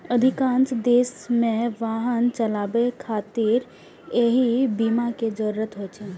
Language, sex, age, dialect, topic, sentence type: Maithili, female, 18-24, Eastern / Thethi, banking, statement